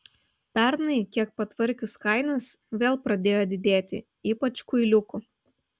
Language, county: Lithuanian, Vilnius